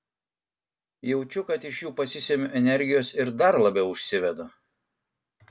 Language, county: Lithuanian, Kaunas